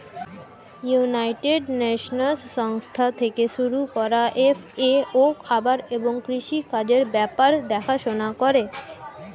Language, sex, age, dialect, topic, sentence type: Bengali, female, <18, Standard Colloquial, agriculture, statement